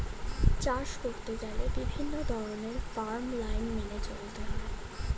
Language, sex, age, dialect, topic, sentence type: Bengali, female, 18-24, Standard Colloquial, agriculture, statement